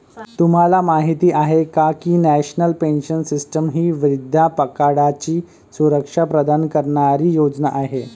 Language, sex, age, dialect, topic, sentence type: Marathi, male, 31-35, Varhadi, banking, statement